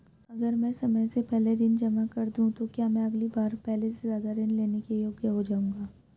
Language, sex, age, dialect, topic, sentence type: Hindi, female, 18-24, Hindustani Malvi Khadi Boli, banking, question